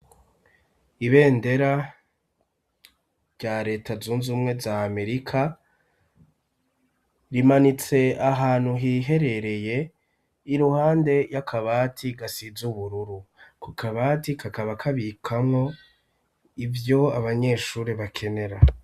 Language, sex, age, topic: Rundi, male, 36-49, education